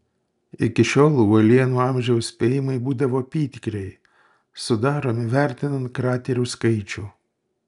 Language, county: Lithuanian, Utena